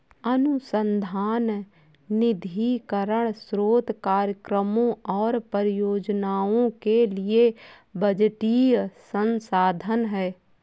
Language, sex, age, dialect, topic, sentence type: Hindi, female, 25-30, Awadhi Bundeli, banking, statement